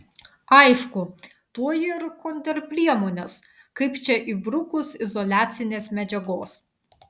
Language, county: Lithuanian, Vilnius